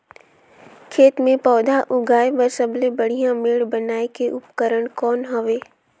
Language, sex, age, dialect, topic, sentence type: Chhattisgarhi, female, 18-24, Northern/Bhandar, agriculture, question